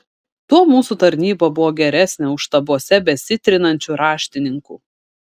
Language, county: Lithuanian, Šiauliai